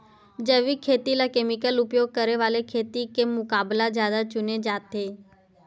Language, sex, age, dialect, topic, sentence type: Chhattisgarhi, female, 25-30, Western/Budati/Khatahi, agriculture, statement